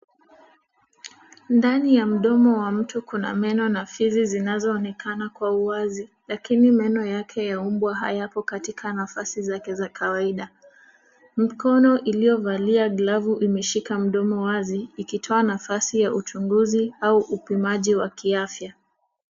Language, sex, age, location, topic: Swahili, female, 18-24, Nairobi, health